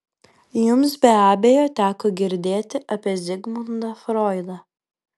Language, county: Lithuanian, Vilnius